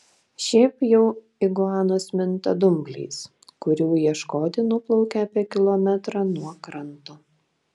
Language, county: Lithuanian, Šiauliai